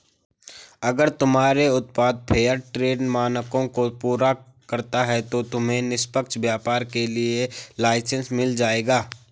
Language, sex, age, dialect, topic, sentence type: Hindi, male, 18-24, Garhwali, banking, statement